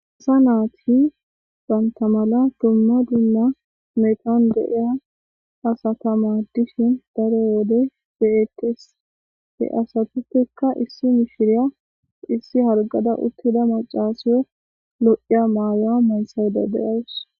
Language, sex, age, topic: Gamo, female, 25-35, government